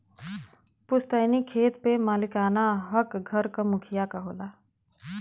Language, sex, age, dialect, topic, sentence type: Bhojpuri, female, 36-40, Western, agriculture, statement